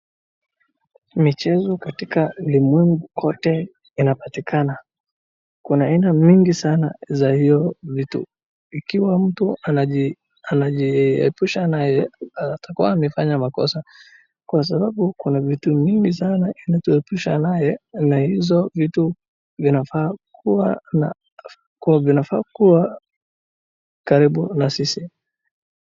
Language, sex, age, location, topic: Swahili, male, 18-24, Wajir, government